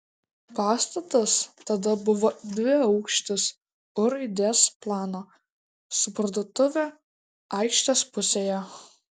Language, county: Lithuanian, Klaipėda